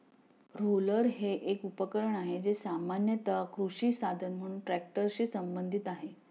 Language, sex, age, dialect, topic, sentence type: Marathi, female, 41-45, Standard Marathi, agriculture, statement